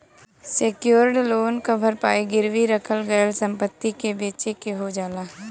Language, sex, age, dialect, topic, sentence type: Bhojpuri, female, 18-24, Western, banking, statement